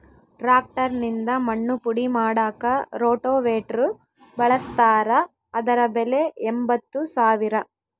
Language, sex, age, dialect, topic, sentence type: Kannada, female, 25-30, Central, agriculture, statement